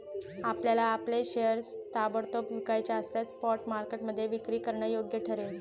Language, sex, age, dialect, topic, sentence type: Marathi, female, 18-24, Standard Marathi, banking, statement